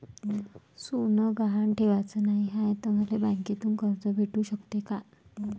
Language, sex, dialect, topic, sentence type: Marathi, female, Varhadi, banking, question